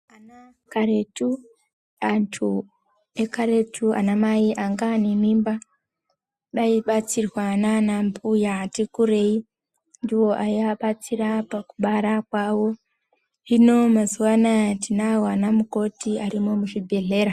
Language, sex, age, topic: Ndau, female, 25-35, health